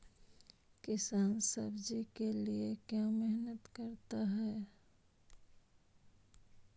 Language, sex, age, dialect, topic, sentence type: Magahi, male, 25-30, Central/Standard, agriculture, question